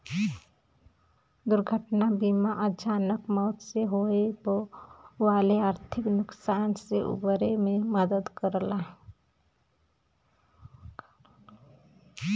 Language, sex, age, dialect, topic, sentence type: Bhojpuri, female, 25-30, Western, banking, statement